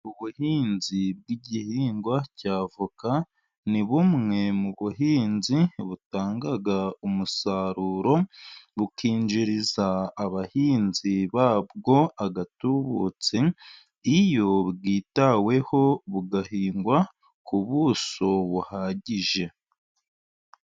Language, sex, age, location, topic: Kinyarwanda, male, 36-49, Burera, agriculture